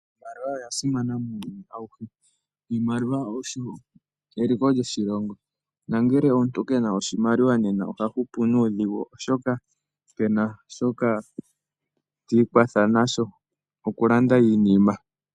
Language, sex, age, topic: Oshiwambo, female, 18-24, finance